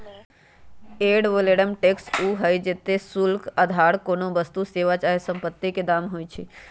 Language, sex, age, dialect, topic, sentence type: Magahi, female, 18-24, Western, banking, statement